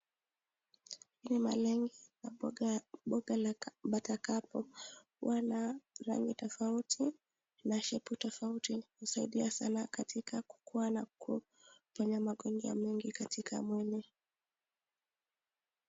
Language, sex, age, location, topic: Swahili, female, 18-24, Nakuru, finance